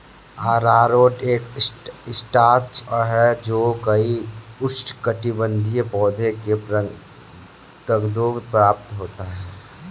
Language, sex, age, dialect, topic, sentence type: Hindi, male, 46-50, Kanauji Braj Bhasha, agriculture, statement